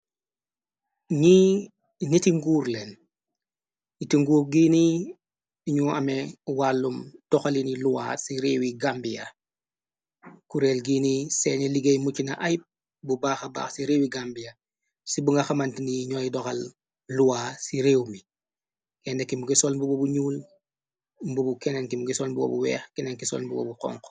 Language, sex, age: Wolof, male, 25-35